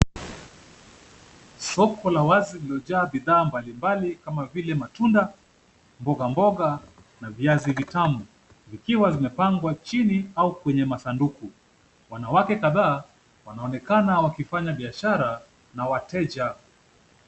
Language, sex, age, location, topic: Swahili, male, 25-35, Kisumu, finance